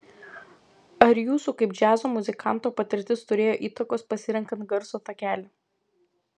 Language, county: Lithuanian, Vilnius